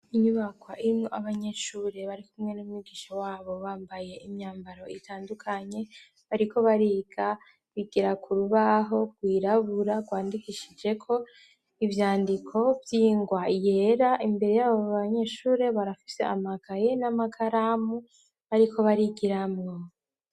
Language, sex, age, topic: Rundi, female, 25-35, education